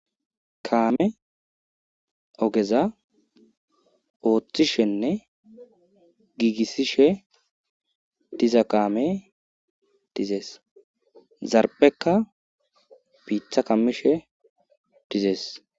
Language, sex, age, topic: Gamo, male, 18-24, government